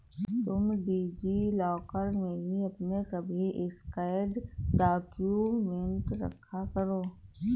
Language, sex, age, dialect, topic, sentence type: Hindi, female, 18-24, Awadhi Bundeli, banking, statement